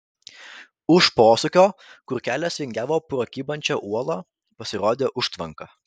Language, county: Lithuanian, Vilnius